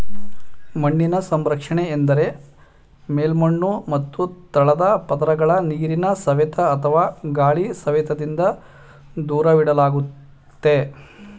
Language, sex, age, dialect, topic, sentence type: Kannada, male, 31-35, Mysore Kannada, agriculture, statement